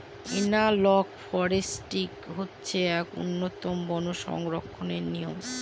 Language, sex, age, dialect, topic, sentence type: Bengali, female, 25-30, Northern/Varendri, agriculture, statement